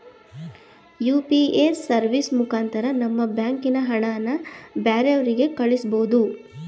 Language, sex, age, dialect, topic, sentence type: Kannada, female, 25-30, Mysore Kannada, banking, statement